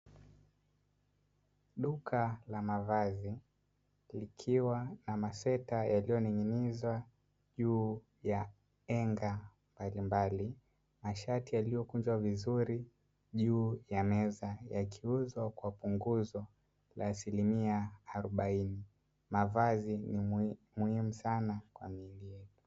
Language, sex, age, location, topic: Swahili, male, 18-24, Dar es Salaam, finance